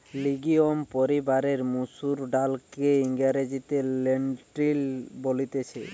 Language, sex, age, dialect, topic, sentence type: Bengali, male, 18-24, Western, agriculture, statement